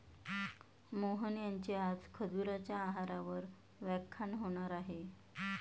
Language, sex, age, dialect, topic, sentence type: Marathi, female, 31-35, Standard Marathi, banking, statement